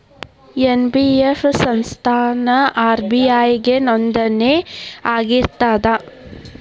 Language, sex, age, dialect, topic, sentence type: Kannada, female, 18-24, Dharwad Kannada, banking, question